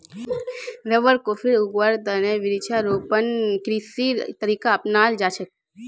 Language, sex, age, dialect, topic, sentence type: Magahi, female, 18-24, Northeastern/Surjapuri, agriculture, statement